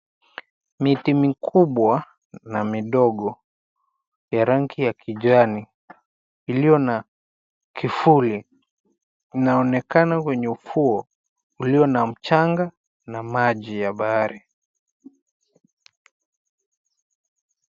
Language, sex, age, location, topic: Swahili, male, 25-35, Mombasa, agriculture